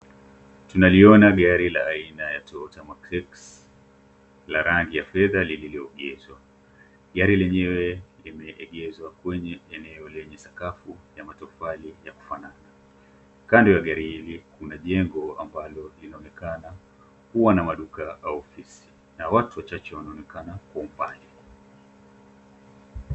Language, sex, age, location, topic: Swahili, male, 25-35, Nairobi, finance